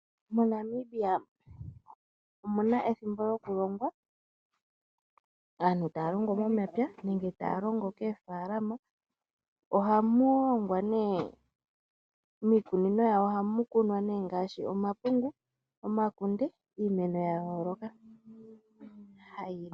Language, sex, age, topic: Oshiwambo, male, 25-35, agriculture